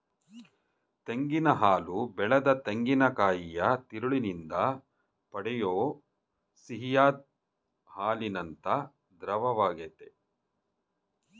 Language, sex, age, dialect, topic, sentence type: Kannada, male, 46-50, Mysore Kannada, agriculture, statement